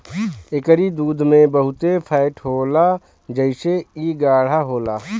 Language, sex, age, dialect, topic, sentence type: Bhojpuri, male, 25-30, Northern, agriculture, statement